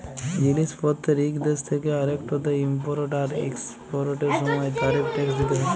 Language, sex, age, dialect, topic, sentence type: Bengali, male, 51-55, Jharkhandi, banking, statement